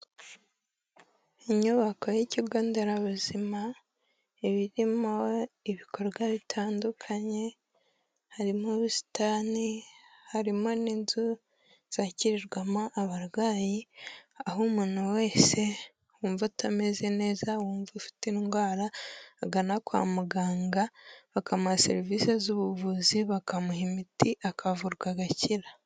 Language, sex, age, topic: Kinyarwanda, female, 18-24, health